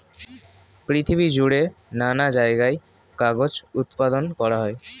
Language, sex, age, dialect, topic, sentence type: Bengali, male, <18, Standard Colloquial, agriculture, statement